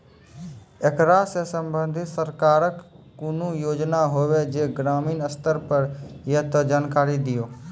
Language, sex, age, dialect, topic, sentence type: Maithili, male, 18-24, Angika, banking, question